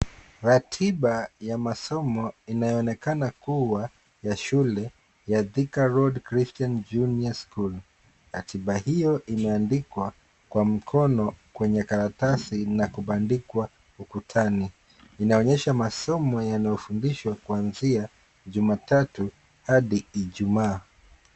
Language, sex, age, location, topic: Swahili, male, 25-35, Kisumu, education